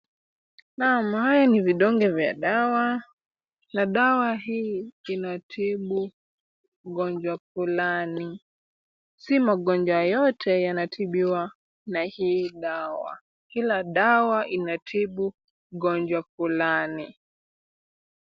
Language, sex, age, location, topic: Swahili, female, 18-24, Kisumu, health